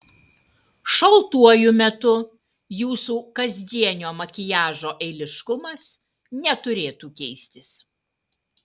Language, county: Lithuanian, Utena